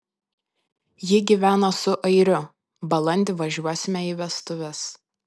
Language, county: Lithuanian, Panevėžys